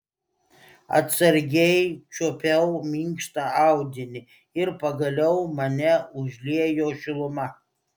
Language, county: Lithuanian, Klaipėda